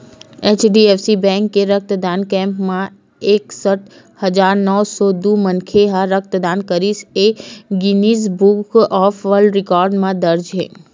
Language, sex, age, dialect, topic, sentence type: Chhattisgarhi, female, 25-30, Western/Budati/Khatahi, banking, statement